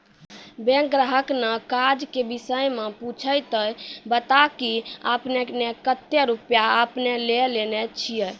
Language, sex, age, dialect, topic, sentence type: Maithili, female, 36-40, Angika, banking, question